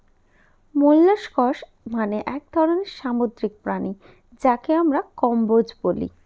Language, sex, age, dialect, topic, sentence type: Bengali, female, 31-35, Northern/Varendri, agriculture, statement